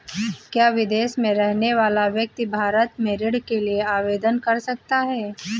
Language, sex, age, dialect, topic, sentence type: Hindi, female, 18-24, Marwari Dhudhari, banking, question